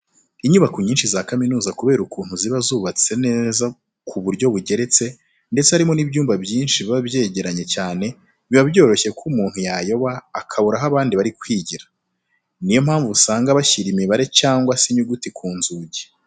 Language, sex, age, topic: Kinyarwanda, male, 25-35, education